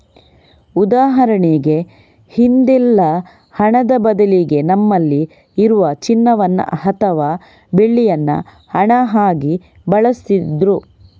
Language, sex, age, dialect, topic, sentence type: Kannada, female, 18-24, Coastal/Dakshin, banking, statement